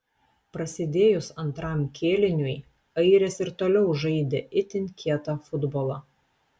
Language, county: Lithuanian, Telšiai